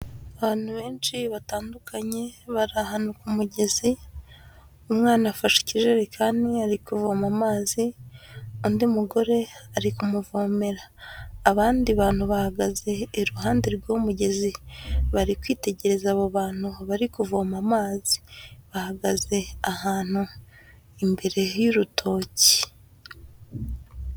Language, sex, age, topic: Kinyarwanda, female, 25-35, health